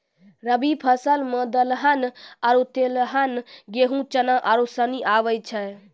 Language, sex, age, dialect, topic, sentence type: Maithili, female, 18-24, Angika, agriculture, statement